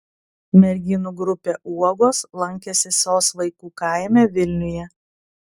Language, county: Lithuanian, Klaipėda